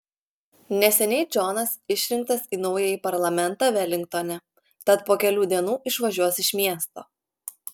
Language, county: Lithuanian, Klaipėda